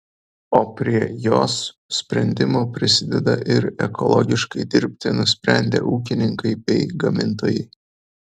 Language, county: Lithuanian, Vilnius